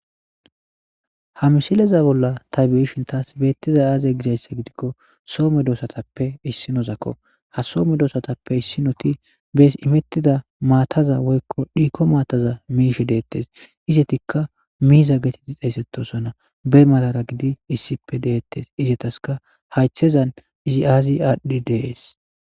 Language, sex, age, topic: Gamo, male, 18-24, agriculture